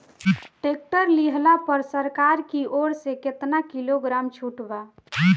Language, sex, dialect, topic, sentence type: Bhojpuri, female, Northern, agriculture, question